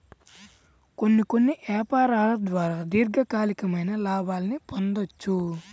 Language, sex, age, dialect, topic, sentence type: Telugu, male, 18-24, Central/Coastal, banking, statement